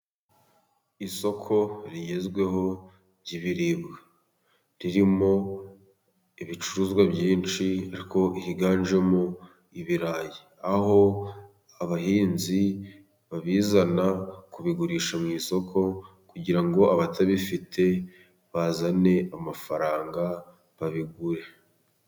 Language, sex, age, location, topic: Kinyarwanda, male, 18-24, Musanze, agriculture